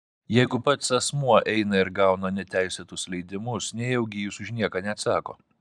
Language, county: Lithuanian, Vilnius